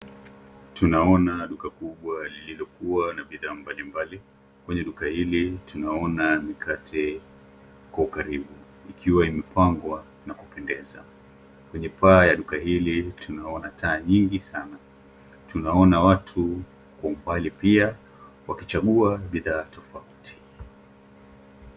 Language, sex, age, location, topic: Swahili, male, 25-35, Nairobi, finance